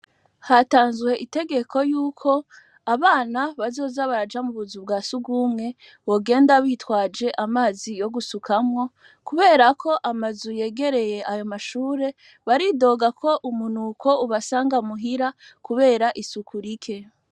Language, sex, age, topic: Rundi, female, 25-35, education